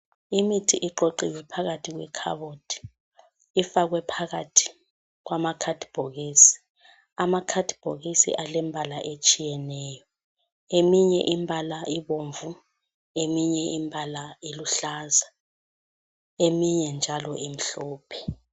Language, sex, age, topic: North Ndebele, female, 25-35, health